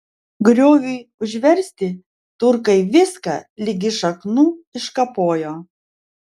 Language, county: Lithuanian, Vilnius